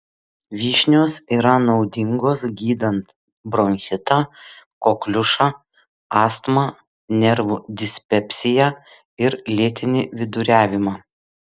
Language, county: Lithuanian, Vilnius